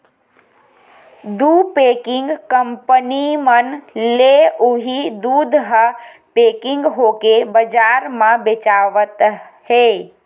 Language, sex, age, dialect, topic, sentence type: Chhattisgarhi, female, 25-30, Western/Budati/Khatahi, agriculture, statement